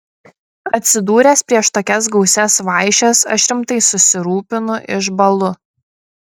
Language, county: Lithuanian, Šiauliai